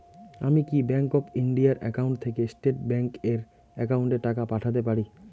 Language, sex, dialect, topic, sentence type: Bengali, male, Rajbangshi, banking, question